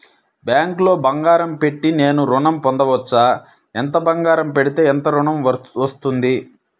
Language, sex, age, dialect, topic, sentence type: Telugu, male, 31-35, Central/Coastal, banking, question